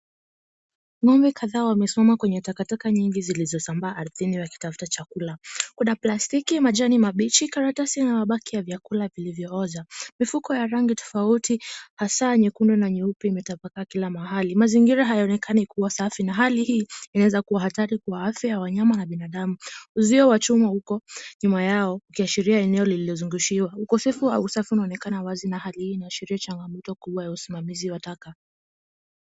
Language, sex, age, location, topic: Swahili, female, 18-24, Kisii, agriculture